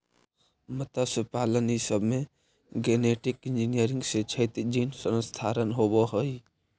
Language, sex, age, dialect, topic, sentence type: Magahi, male, 18-24, Central/Standard, agriculture, statement